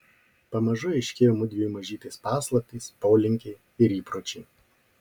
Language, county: Lithuanian, Marijampolė